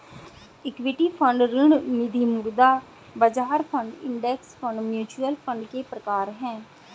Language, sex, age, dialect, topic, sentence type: Hindi, female, 36-40, Hindustani Malvi Khadi Boli, banking, statement